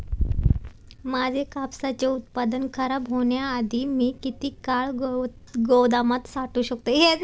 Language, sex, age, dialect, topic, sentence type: Marathi, female, 18-24, Standard Marathi, agriculture, question